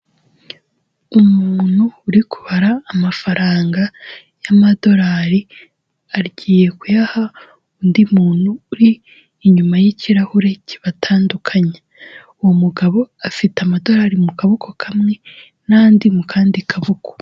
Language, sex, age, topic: Kinyarwanda, female, 18-24, finance